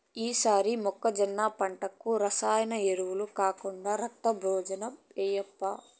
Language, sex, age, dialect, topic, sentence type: Telugu, female, 25-30, Southern, agriculture, statement